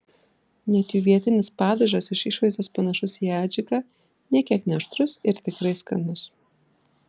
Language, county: Lithuanian, Vilnius